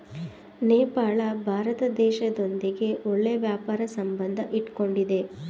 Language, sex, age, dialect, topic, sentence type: Kannada, female, 25-30, Mysore Kannada, banking, statement